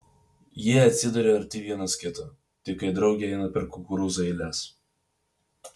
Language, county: Lithuanian, Vilnius